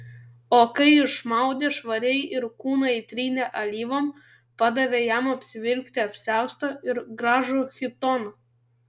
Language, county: Lithuanian, Kaunas